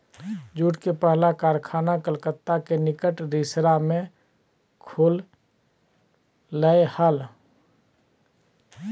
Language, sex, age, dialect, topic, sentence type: Magahi, male, 31-35, Southern, agriculture, statement